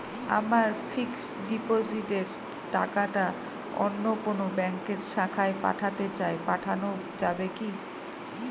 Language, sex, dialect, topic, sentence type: Bengali, female, Northern/Varendri, banking, question